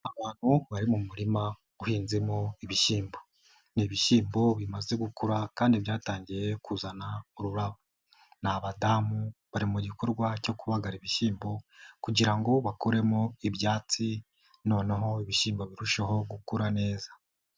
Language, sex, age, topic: Kinyarwanda, male, 18-24, agriculture